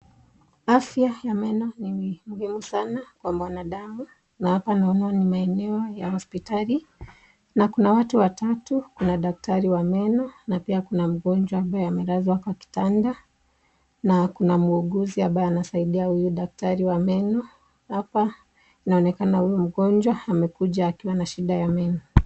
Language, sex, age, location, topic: Swahili, female, 25-35, Nakuru, health